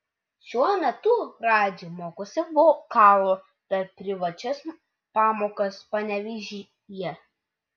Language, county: Lithuanian, Utena